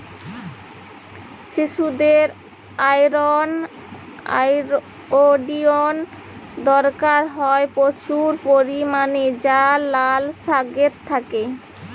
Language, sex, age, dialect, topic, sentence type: Bengali, female, 31-35, Western, agriculture, statement